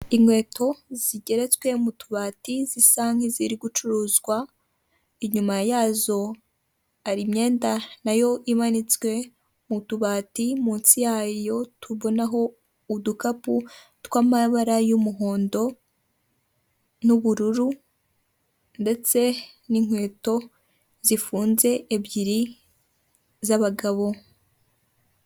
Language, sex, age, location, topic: Kinyarwanda, female, 18-24, Kigali, finance